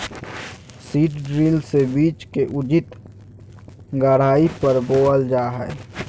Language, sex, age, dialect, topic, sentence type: Magahi, male, 18-24, Southern, agriculture, statement